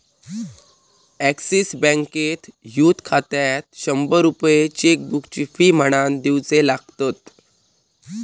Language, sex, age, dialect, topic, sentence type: Marathi, male, 18-24, Southern Konkan, banking, statement